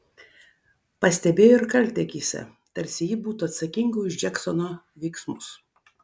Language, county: Lithuanian, Vilnius